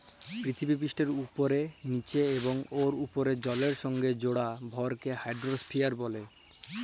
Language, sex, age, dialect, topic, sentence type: Bengali, male, 18-24, Jharkhandi, agriculture, statement